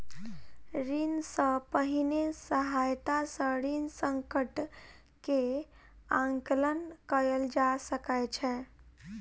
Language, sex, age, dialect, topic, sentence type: Maithili, female, 18-24, Southern/Standard, banking, statement